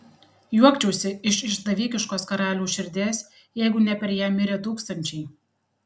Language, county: Lithuanian, Panevėžys